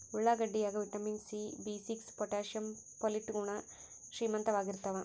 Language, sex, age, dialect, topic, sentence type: Kannada, female, 18-24, Central, agriculture, statement